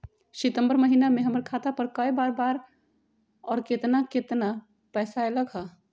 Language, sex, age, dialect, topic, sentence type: Magahi, female, 36-40, Western, banking, question